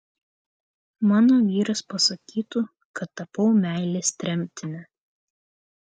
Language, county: Lithuanian, Kaunas